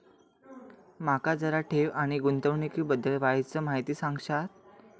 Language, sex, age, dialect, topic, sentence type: Marathi, male, 18-24, Southern Konkan, banking, question